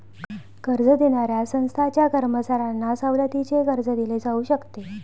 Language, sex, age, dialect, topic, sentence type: Marathi, female, 25-30, Varhadi, banking, statement